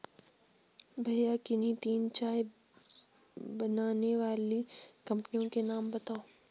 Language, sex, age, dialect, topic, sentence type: Hindi, female, 18-24, Garhwali, agriculture, statement